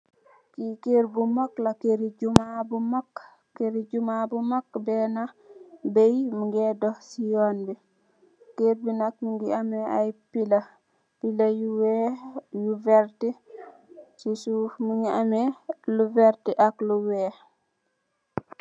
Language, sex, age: Wolof, female, 18-24